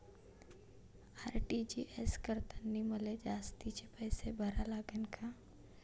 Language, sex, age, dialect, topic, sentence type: Marathi, female, 18-24, Varhadi, banking, question